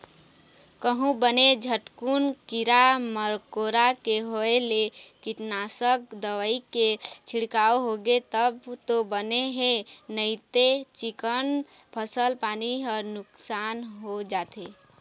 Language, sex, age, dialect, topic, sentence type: Chhattisgarhi, female, 25-30, Eastern, agriculture, statement